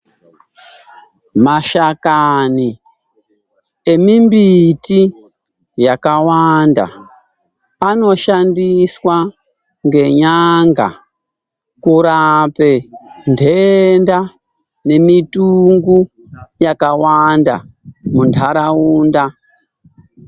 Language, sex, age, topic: Ndau, male, 36-49, health